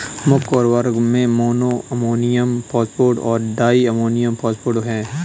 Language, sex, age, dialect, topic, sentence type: Hindi, male, 31-35, Kanauji Braj Bhasha, agriculture, statement